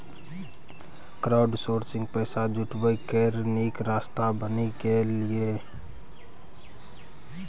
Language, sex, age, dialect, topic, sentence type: Maithili, male, 18-24, Bajjika, banking, statement